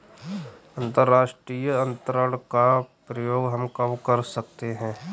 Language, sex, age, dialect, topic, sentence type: Hindi, male, 25-30, Kanauji Braj Bhasha, banking, question